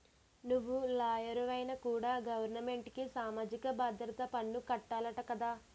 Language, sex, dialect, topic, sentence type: Telugu, female, Utterandhra, banking, statement